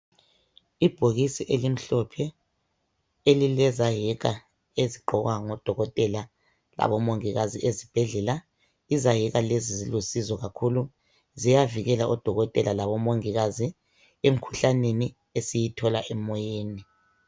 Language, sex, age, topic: North Ndebele, female, 25-35, health